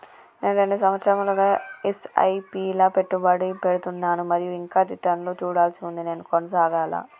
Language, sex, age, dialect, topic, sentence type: Telugu, female, 25-30, Telangana, banking, question